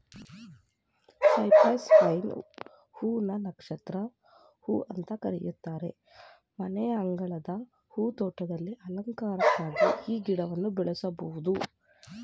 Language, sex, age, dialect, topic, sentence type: Kannada, female, 25-30, Mysore Kannada, agriculture, statement